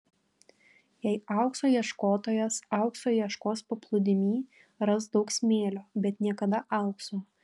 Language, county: Lithuanian, Panevėžys